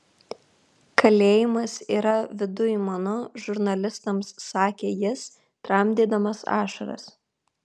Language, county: Lithuanian, Kaunas